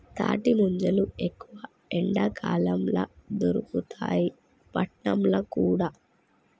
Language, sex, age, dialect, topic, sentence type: Telugu, female, 25-30, Telangana, agriculture, statement